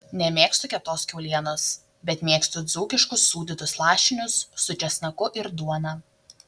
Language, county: Lithuanian, Šiauliai